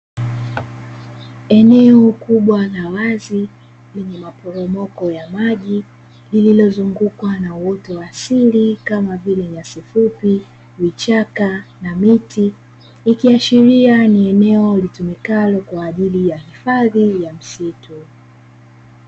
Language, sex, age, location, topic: Swahili, female, 25-35, Dar es Salaam, agriculture